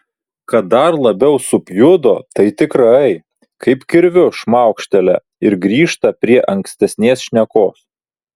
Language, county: Lithuanian, Vilnius